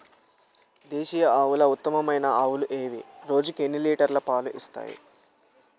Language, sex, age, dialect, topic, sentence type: Telugu, male, 18-24, Telangana, agriculture, question